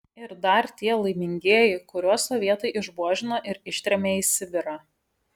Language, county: Lithuanian, Šiauliai